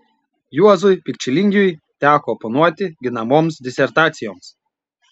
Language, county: Lithuanian, Panevėžys